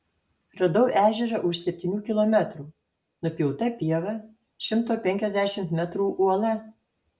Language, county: Lithuanian, Alytus